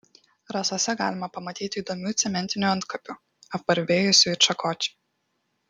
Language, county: Lithuanian, Kaunas